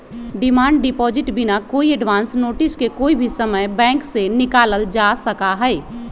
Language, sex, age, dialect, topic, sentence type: Magahi, female, 31-35, Western, banking, statement